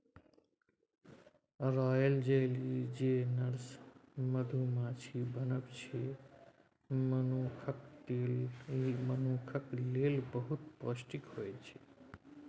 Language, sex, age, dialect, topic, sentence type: Maithili, male, 36-40, Bajjika, agriculture, statement